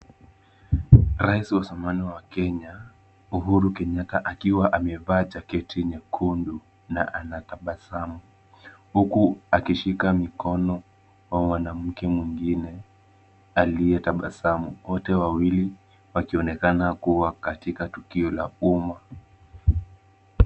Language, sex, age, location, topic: Swahili, male, 18-24, Kisumu, government